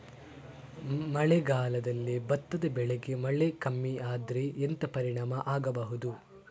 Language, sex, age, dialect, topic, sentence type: Kannada, male, 36-40, Coastal/Dakshin, agriculture, question